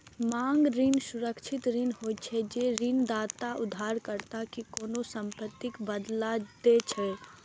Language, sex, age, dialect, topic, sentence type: Maithili, female, 25-30, Eastern / Thethi, banking, statement